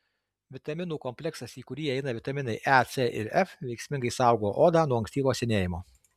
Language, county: Lithuanian, Alytus